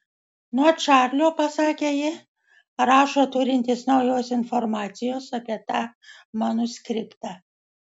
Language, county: Lithuanian, Vilnius